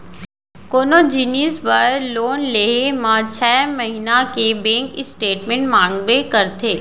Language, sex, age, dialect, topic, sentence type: Chhattisgarhi, female, 25-30, Central, banking, statement